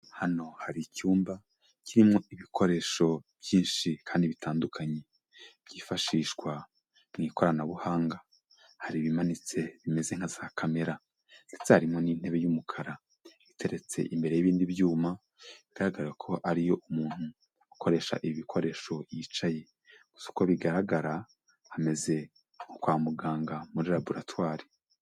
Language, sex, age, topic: Kinyarwanda, male, 25-35, health